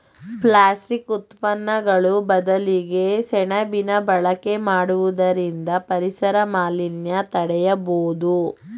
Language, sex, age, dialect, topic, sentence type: Kannada, female, 25-30, Mysore Kannada, agriculture, statement